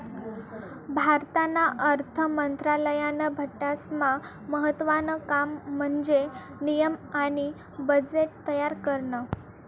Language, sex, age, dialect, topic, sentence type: Marathi, female, 18-24, Northern Konkan, banking, statement